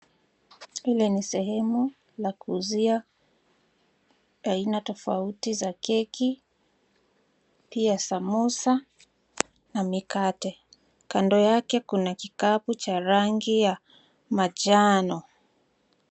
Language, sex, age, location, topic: Swahili, female, 25-35, Nairobi, finance